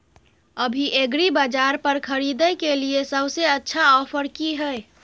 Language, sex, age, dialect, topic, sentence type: Maithili, female, 31-35, Bajjika, agriculture, question